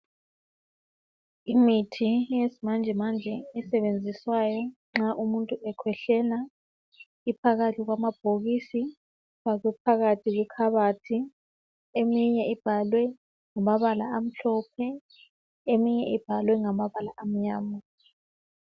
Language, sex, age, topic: North Ndebele, female, 36-49, health